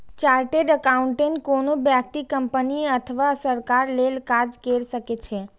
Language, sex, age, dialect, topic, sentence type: Maithili, female, 18-24, Eastern / Thethi, banking, statement